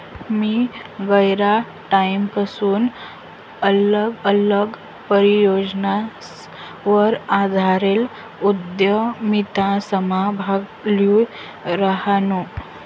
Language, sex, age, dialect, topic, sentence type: Marathi, female, 25-30, Northern Konkan, banking, statement